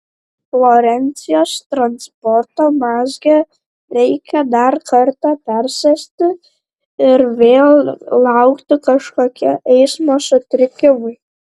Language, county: Lithuanian, Šiauliai